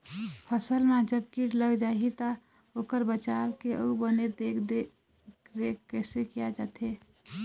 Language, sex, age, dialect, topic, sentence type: Chhattisgarhi, female, 25-30, Eastern, agriculture, question